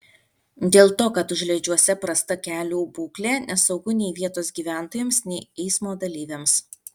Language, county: Lithuanian, Alytus